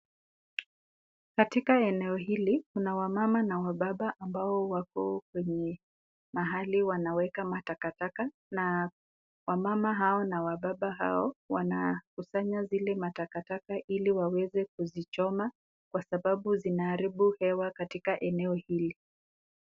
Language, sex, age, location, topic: Swahili, female, 25-35, Nakuru, health